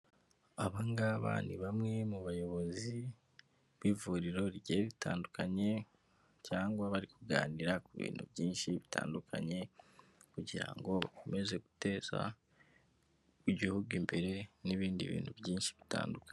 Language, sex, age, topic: Kinyarwanda, male, 25-35, government